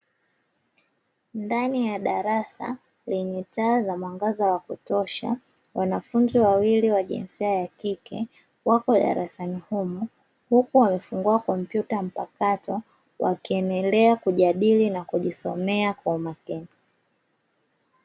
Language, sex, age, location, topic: Swahili, female, 25-35, Dar es Salaam, education